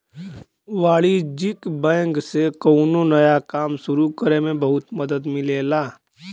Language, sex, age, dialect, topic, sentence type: Bhojpuri, male, 25-30, Western, banking, statement